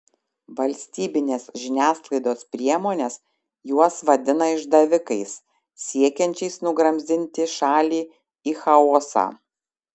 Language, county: Lithuanian, Šiauliai